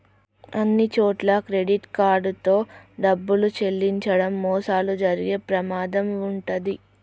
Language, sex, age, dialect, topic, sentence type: Telugu, female, 36-40, Telangana, banking, statement